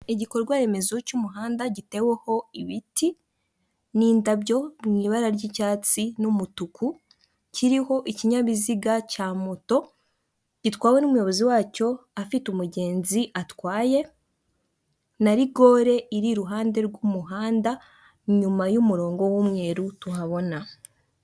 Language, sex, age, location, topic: Kinyarwanda, female, 18-24, Kigali, government